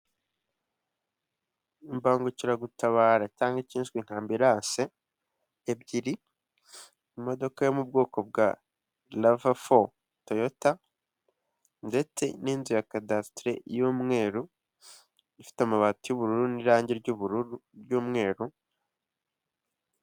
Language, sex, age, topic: Kinyarwanda, male, 18-24, government